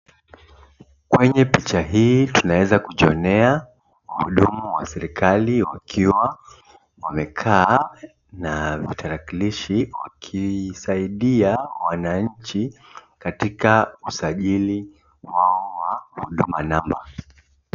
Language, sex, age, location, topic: Swahili, male, 36-49, Mombasa, government